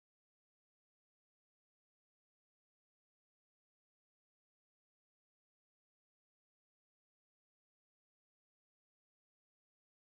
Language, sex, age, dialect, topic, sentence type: Bengali, female, 31-35, Standard Colloquial, agriculture, question